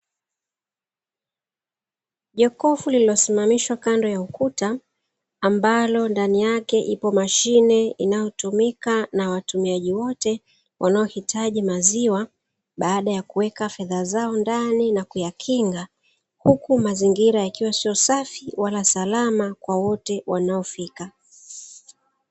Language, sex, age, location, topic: Swahili, female, 36-49, Dar es Salaam, finance